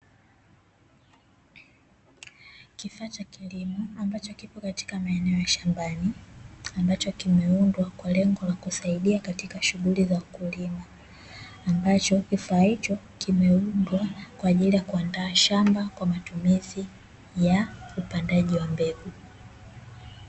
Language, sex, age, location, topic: Swahili, female, 18-24, Dar es Salaam, agriculture